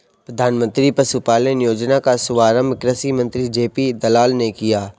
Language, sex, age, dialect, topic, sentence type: Hindi, male, 18-24, Kanauji Braj Bhasha, agriculture, statement